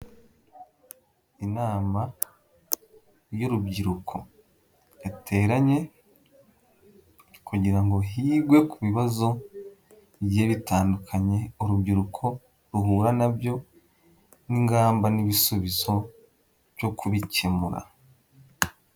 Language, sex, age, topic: Kinyarwanda, male, 18-24, government